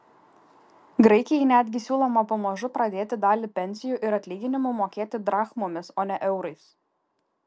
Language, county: Lithuanian, Kaunas